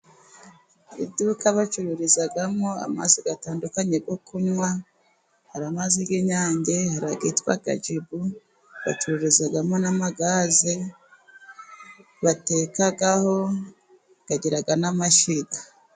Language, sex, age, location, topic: Kinyarwanda, female, 50+, Musanze, finance